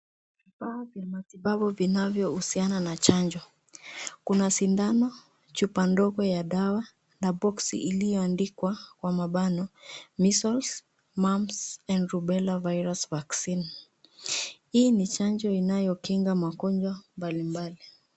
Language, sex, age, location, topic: Swahili, female, 25-35, Nakuru, health